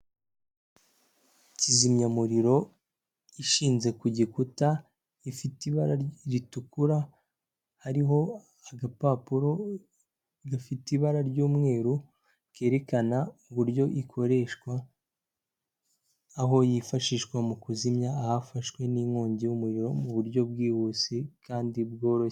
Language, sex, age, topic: Kinyarwanda, female, 18-24, government